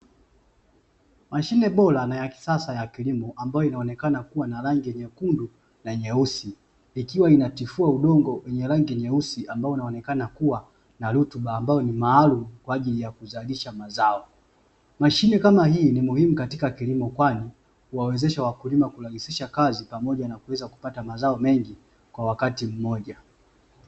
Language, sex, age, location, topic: Swahili, male, 25-35, Dar es Salaam, agriculture